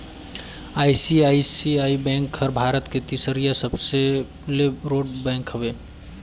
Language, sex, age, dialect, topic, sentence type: Chhattisgarhi, male, 25-30, Northern/Bhandar, banking, statement